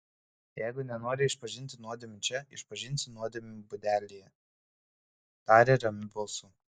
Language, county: Lithuanian, Kaunas